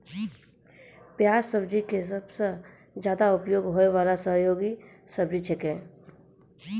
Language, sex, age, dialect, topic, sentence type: Maithili, female, 36-40, Angika, agriculture, statement